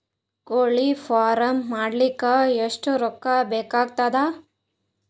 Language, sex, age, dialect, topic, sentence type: Kannada, female, 18-24, Northeastern, agriculture, question